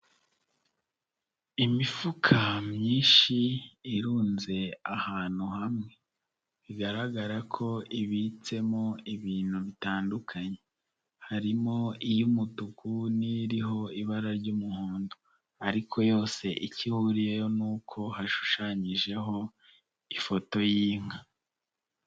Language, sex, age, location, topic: Kinyarwanda, male, 25-35, Nyagatare, agriculture